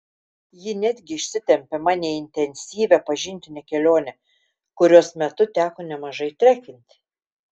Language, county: Lithuanian, Telšiai